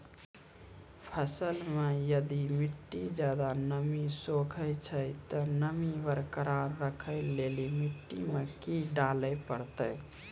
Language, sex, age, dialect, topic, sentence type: Maithili, male, 18-24, Angika, agriculture, question